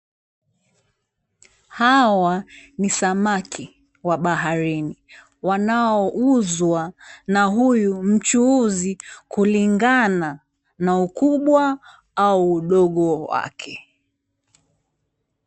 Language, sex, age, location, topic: Swahili, female, 36-49, Mombasa, agriculture